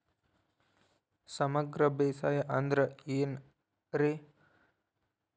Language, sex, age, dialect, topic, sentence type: Kannada, male, 18-24, Dharwad Kannada, agriculture, question